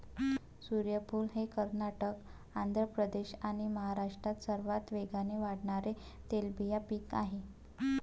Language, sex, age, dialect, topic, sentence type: Marathi, female, 18-24, Varhadi, agriculture, statement